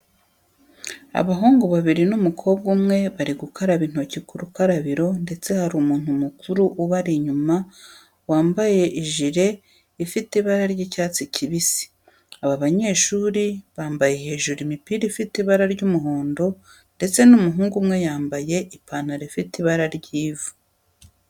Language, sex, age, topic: Kinyarwanda, female, 36-49, education